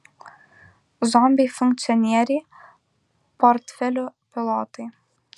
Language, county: Lithuanian, Kaunas